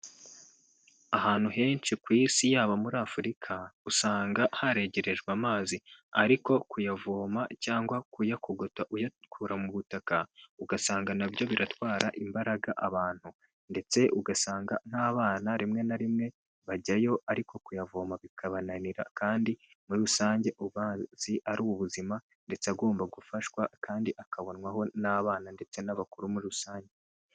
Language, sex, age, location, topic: Kinyarwanda, male, 18-24, Kigali, health